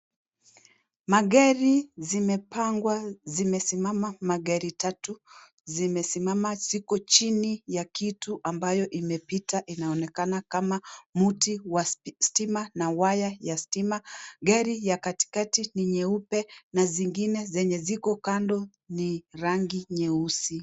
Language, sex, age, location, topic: Swahili, female, 36-49, Kisii, finance